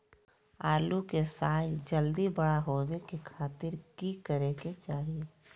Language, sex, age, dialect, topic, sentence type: Magahi, female, 51-55, Southern, agriculture, question